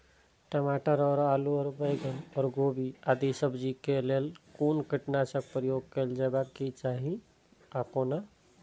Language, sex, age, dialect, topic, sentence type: Maithili, male, 36-40, Eastern / Thethi, agriculture, question